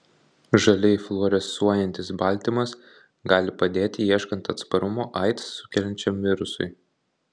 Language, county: Lithuanian, Kaunas